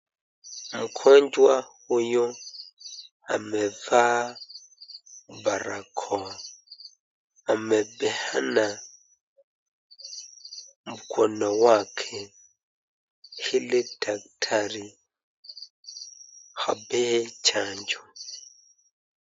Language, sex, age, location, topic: Swahili, male, 25-35, Nakuru, health